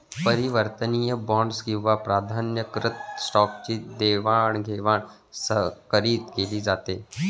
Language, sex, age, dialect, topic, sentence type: Marathi, male, 25-30, Varhadi, banking, statement